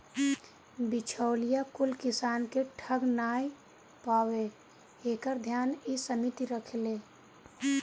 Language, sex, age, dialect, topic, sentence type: Bhojpuri, female, 25-30, Northern, agriculture, statement